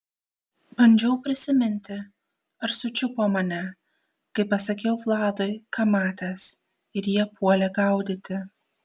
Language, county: Lithuanian, Kaunas